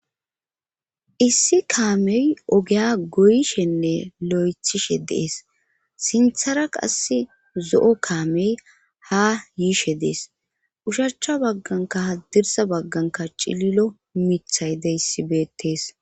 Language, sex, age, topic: Gamo, female, 25-35, government